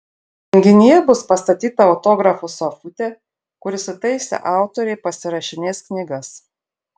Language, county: Lithuanian, Šiauliai